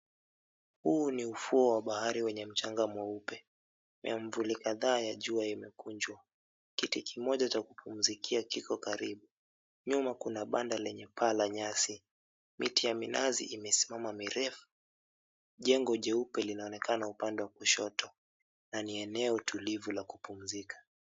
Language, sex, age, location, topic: Swahili, male, 25-35, Mombasa, government